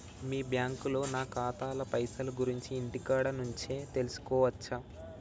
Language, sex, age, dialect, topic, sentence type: Telugu, male, 18-24, Telangana, banking, question